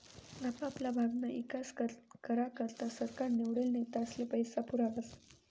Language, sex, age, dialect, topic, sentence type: Marathi, female, 25-30, Northern Konkan, banking, statement